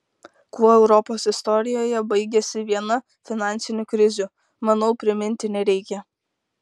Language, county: Lithuanian, Kaunas